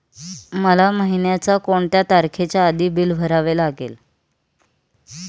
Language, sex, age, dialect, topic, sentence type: Marathi, female, 31-35, Standard Marathi, banking, question